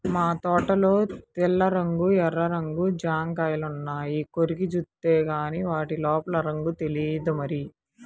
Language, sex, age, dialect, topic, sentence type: Telugu, female, 25-30, Central/Coastal, agriculture, statement